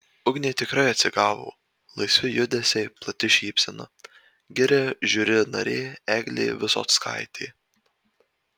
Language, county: Lithuanian, Marijampolė